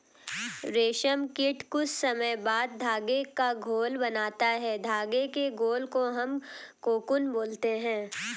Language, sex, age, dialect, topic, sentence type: Hindi, female, 18-24, Hindustani Malvi Khadi Boli, agriculture, statement